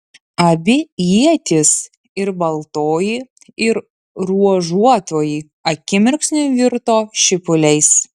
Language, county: Lithuanian, Vilnius